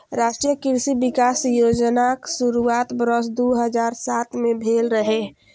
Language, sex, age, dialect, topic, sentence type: Maithili, female, 25-30, Eastern / Thethi, agriculture, statement